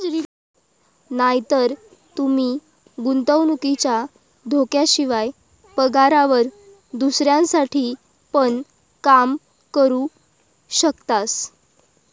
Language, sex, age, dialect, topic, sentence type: Marathi, female, 18-24, Southern Konkan, banking, statement